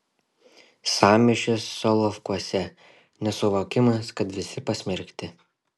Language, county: Lithuanian, Šiauliai